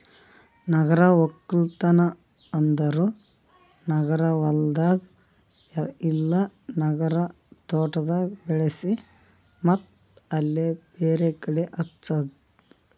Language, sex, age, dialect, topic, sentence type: Kannada, male, 25-30, Northeastern, agriculture, statement